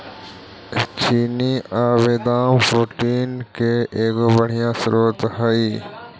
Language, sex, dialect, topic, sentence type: Magahi, male, Central/Standard, agriculture, statement